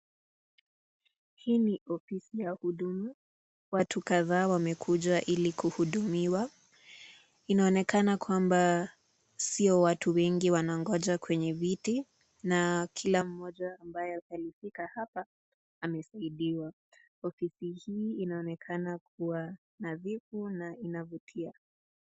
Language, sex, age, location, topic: Swahili, female, 18-24, Nakuru, government